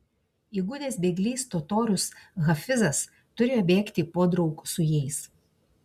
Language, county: Lithuanian, Klaipėda